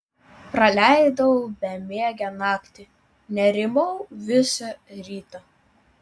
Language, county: Lithuanian, Vilnius